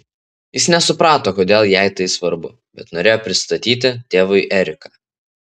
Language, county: Lithuanian, Vilnius